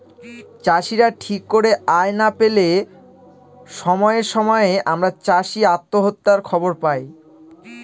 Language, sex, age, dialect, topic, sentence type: Bengali, male, 18-24, Northern/Varendri, agriculture, statement